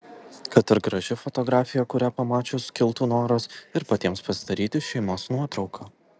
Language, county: Lithuanian, Vilnius